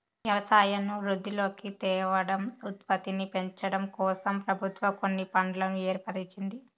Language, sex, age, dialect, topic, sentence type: Telugu, female, 18-24, Southern, agriculture, statement